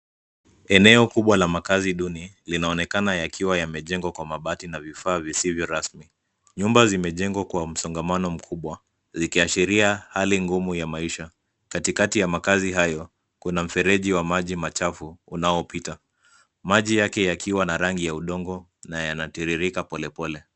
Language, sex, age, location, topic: Swahili, male, 25-35, Nairobi, government